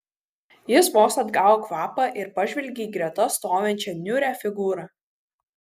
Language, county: Lithuanian, Kaunas